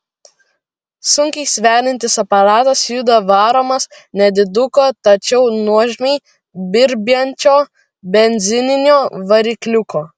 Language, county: Lithuanian, Vilnius